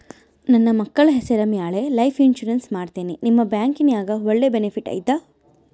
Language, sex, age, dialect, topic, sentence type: Kannada, female, 25-30, Central, banking, question